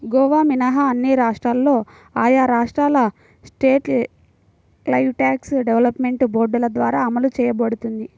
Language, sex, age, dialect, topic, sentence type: Telugu, female, 60-100, Central/Coastal, agriculture, statement